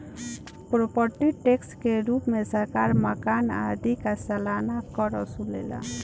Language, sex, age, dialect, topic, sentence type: Bhojpuri, female, 18-24, Southern / Standard, banking, statement